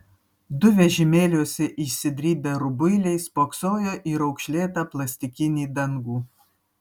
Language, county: Lithuanian, Vilnius